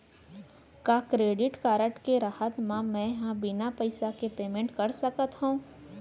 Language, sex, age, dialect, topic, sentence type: Chhattisgarhi, female, 18-24, Central, banking, question